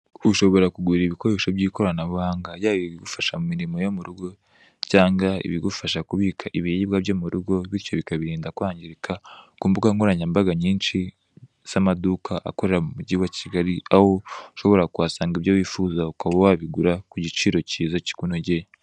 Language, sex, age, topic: Kinyarwanda, male, 18-24, finance